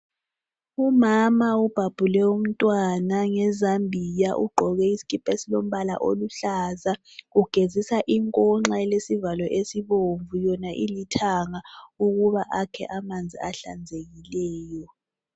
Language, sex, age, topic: North Ndebele, female, 25-35, health